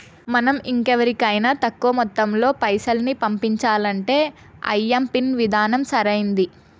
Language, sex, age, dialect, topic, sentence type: Telugu, female, 18-24, Southern, banking, statement